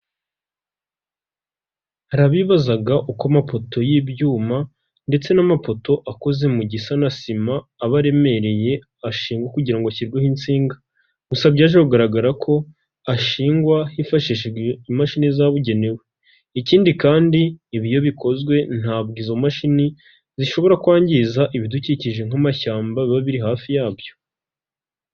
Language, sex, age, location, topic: Kinyarwanda, male, 18-24, Huye, government